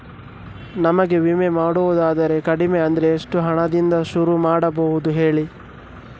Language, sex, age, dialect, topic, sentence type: Kannada, male, 18-24, Coastal/Dakshin, banking, question